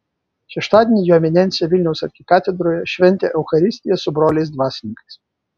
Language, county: Lithuanian, Vilnius